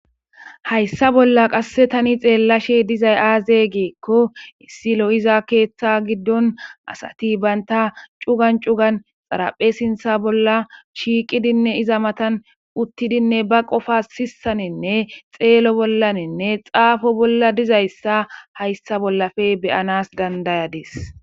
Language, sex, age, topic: Gamo, male, 18-24, government